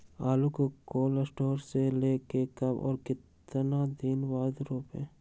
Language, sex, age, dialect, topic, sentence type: Magahi, male, 60-100, Western, agriculture, question